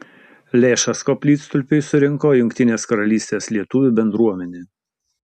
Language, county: Lithuanian, Utena